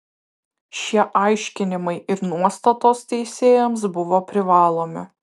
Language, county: Lithuanian, Kaunas